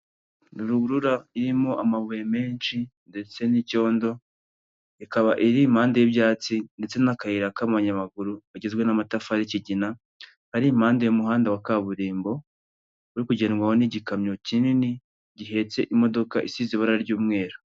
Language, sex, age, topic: Kinyarwanda, male, 18-24, government